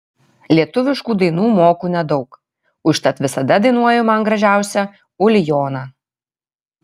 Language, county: Lithuanian, Kaunas